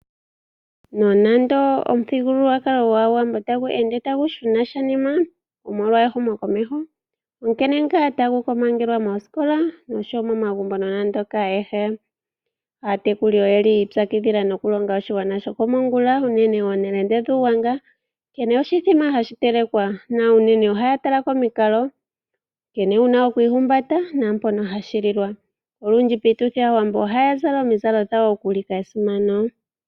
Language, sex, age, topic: Oshiwambo, female, 25-35, agriculture